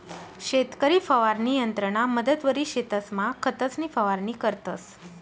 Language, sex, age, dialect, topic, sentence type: Marathi, female, 18-24, Northern Konkan, agriculture, statement